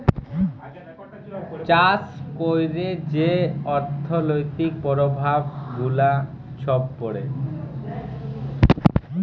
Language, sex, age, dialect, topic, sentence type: Bengali, male, 18-24, Jharkhandi, agriculture, statement